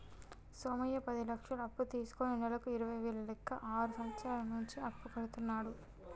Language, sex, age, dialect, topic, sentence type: Telugu, female, 18-24, Telangana, banking, statement